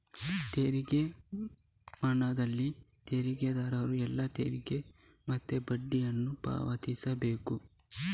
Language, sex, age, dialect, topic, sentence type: Kannada, male, 25-30, Coastal/Dakshin, banking, statement